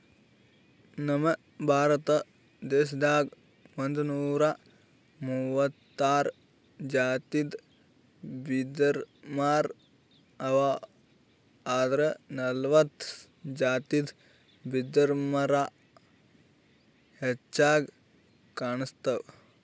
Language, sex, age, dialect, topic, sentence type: Kannada, male, 18-24, Northeastern, agriculture, statement